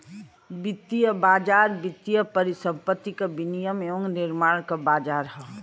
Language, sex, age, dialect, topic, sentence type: Bhojpuri, female, 60-100, Western, banking, statement